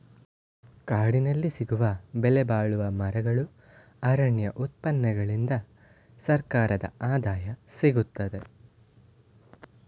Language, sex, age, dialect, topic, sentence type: Kannada, male, 18-24, Mysore Kannada, agriculture, statement